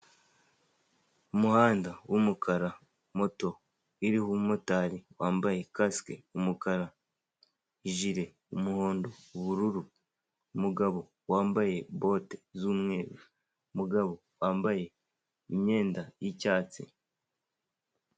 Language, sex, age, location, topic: Kinyarwanda, male, 18-24, Kigali, government